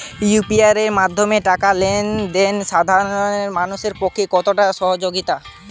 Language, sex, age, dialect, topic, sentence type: Bengali, male, 18-24, Western, banking, question